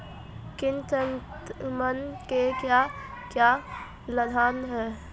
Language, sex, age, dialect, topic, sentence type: Hindi, female, 18-24, Marwari Dhudhari, agriculture, question